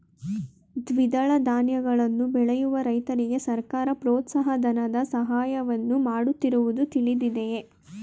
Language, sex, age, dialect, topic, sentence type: Kannada, female, 18-24, Mysore Kannada, agriculture, question